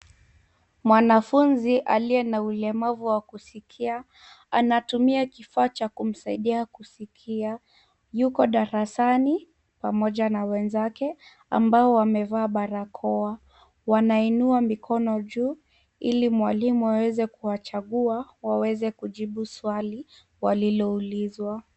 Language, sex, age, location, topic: Swahili, female, 18-24, Nairobi, education